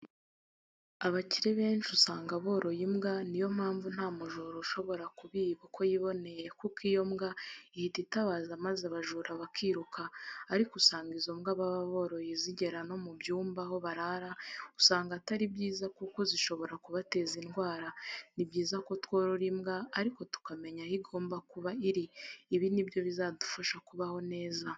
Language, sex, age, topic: Kinyarwanda, female, 25-35, education